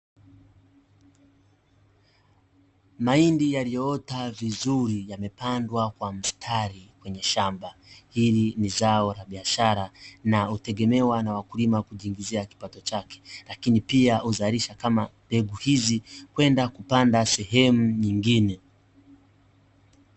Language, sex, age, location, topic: Swahili, male, 18-24, Dar es Salaam, agriculture